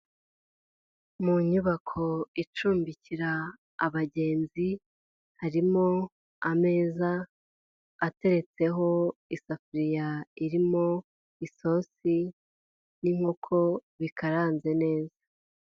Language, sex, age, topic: Kinyarwanda, female, 18-24, finance